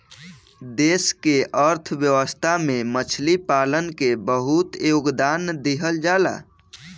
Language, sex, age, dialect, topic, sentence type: Bhojpuri, male, 18-24, Southern / Standard, agriculture, statement